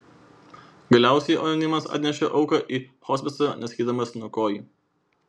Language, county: Lithuanian, Vilnius